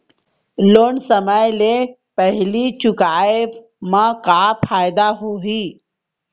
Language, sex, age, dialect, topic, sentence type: Chhattisgarhi, female, 18-24, Central, banking, question